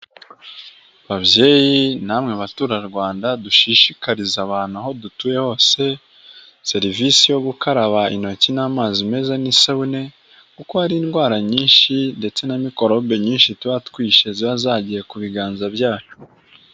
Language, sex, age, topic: Kinyarwanda, male, 18-24, health